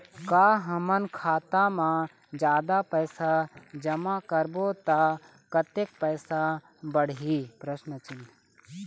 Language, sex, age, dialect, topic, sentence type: Chhattisgarhi, male, 36-40, Eastern, banking, question